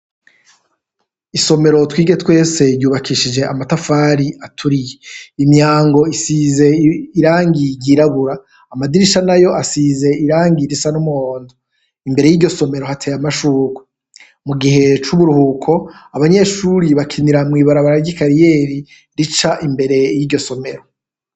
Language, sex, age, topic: Rundi, male, 36-49, education